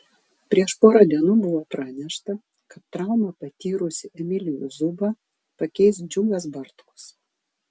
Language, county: Lithuanian, Vilnius